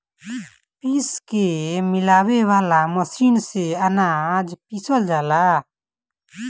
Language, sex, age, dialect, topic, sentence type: Bhojpuri, male, 18-24, Northern, agriculture, statement